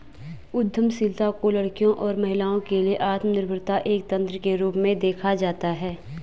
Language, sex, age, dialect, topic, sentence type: Hindi, female, 18-24, Garhwali, banking, statement